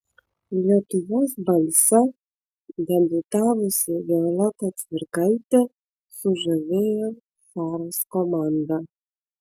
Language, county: Lithuanian, Vilnius